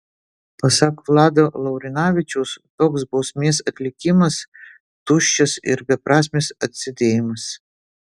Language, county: Lithuanian, Vilnius